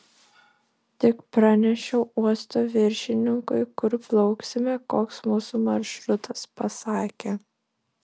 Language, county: Lithuanian, Vilnius